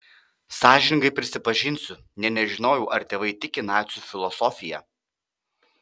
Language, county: Lithuanian, Panevėžys